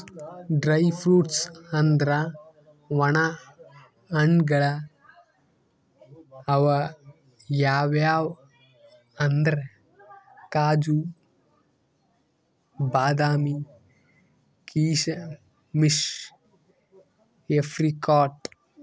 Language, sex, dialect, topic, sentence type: Kannada, male, Northeastern, agriculture, statement